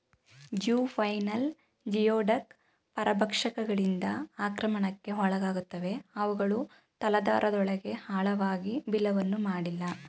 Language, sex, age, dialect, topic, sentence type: Kannada, female, 18-24, Mysore Kannada, agriculture, statement